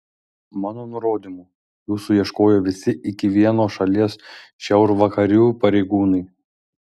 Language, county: Lithuanian, Šiauliai